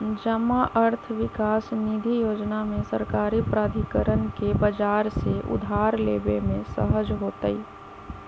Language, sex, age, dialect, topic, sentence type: Magahi, female, 25-30, Western, banking, statement